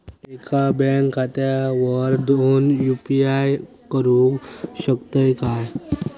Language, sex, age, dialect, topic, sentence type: Marathi, male, 25-30, Southern Konkan, banking, question